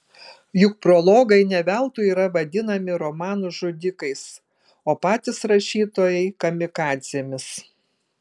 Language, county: Lithuanian, Kaunas